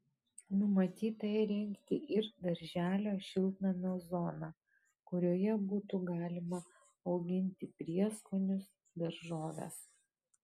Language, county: Lithuanian, Kaunas